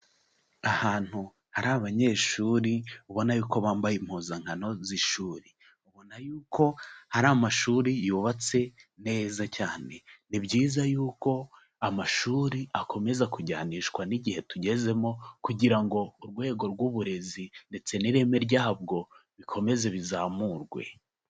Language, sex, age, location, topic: Kinyarwanda, male, 25-35, Kigali, education